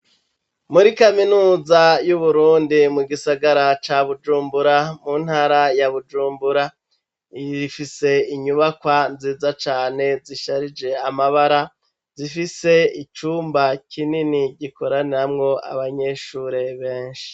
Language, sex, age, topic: Rundi, male, 36-49, education